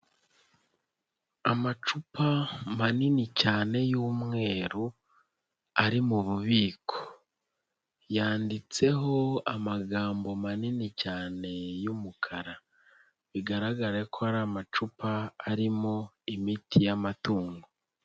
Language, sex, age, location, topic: Kinyarwanda, female, 25-35, Nyagatare, agriculture